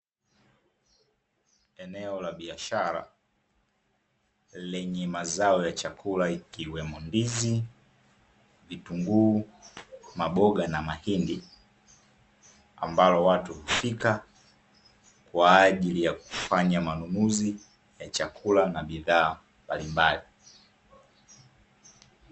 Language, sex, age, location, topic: Swahili, male, 25-35, Dar es Salaam, finance